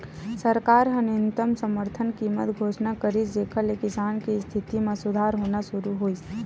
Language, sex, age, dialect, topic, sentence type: Chhattisgarhi, female, 18-24, Western/Budati/Khatahi, agriculture, statement